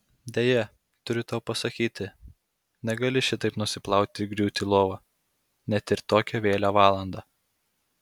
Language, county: Lithuanian, Klaipėda